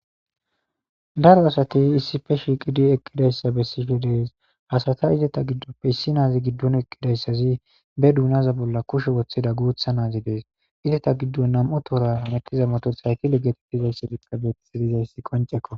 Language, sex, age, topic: Gamo, male, 18-24, government